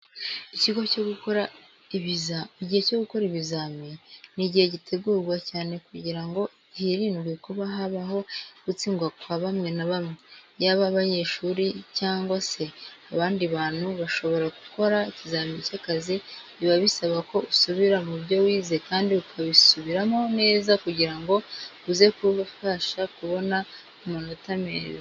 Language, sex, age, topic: Kinyarwanda, female, 18-24, education